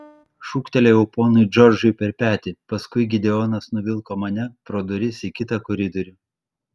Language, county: Lithuanian, Klaipėda